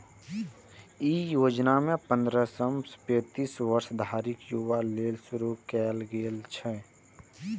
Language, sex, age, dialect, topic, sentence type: Maithili, male, 18-24, Eastern / Thethi, banking, statement